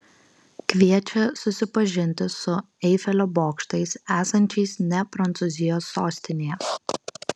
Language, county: Lithuanian, Kaunas